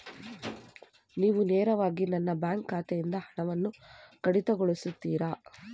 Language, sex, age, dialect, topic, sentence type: Kannada, female, 25-30, Mysore Kannada, banking, question